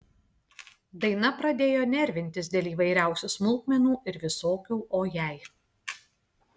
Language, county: Lithuanian, Klaipėda